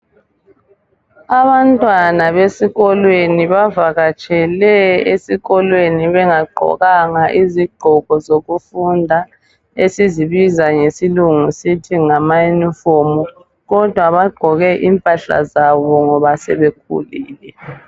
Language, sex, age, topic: North Ndebele, female, 50+, education